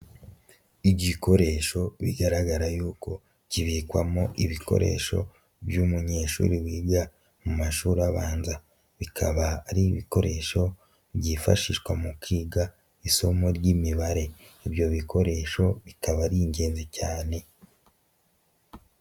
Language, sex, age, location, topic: Kinyarwanda, male, 50+, Nyagatare, education